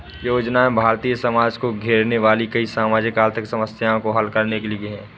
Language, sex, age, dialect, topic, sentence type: Hindi, male, 25-30, Awadhi Bundeli, banking, statement